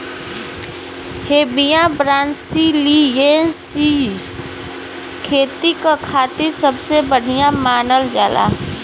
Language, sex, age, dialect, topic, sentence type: Bhojpuri, female, 25-30, Western, agriculture, statement